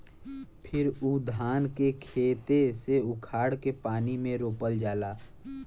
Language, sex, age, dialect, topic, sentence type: Bhojpuri, male, 18-24, Western, agriculture, statement